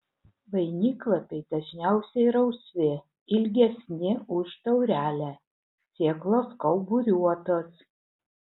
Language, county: Lithuanian, Utena